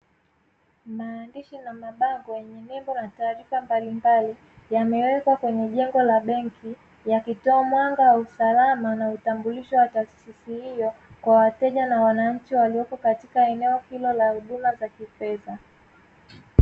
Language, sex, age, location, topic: Swahili, female, 18-24, Dar es Salaam, finance